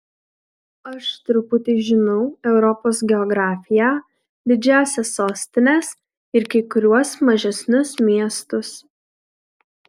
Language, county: Lithuanian, Kaunas